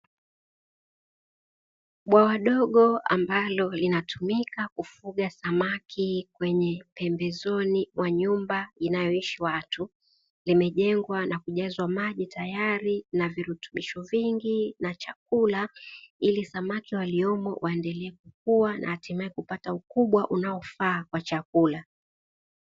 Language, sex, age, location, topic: Swahili, female, 36-49, Dar es Salaam, agriculture